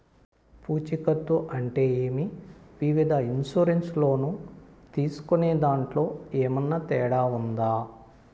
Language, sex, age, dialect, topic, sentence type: Telugu, male, 41-45, Southern, banking, question